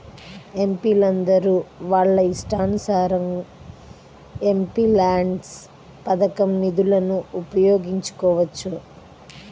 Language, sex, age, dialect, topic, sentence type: Telugu, female, 31-35, Central/Coastal, banking, statement